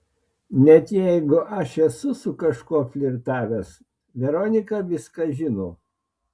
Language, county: Lithuanian, Klaipėda